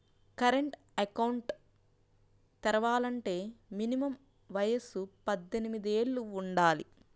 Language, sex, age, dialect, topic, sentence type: Telugu, male, 25-30, Central/Coastal, banking, statement